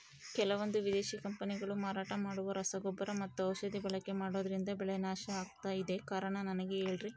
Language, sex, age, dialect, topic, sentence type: Kannada, female, 18-24, Central, agriculture, question